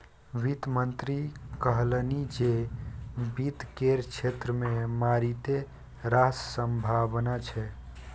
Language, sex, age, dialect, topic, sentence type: Maithili, male, 18-24, Bajjika, banking, statement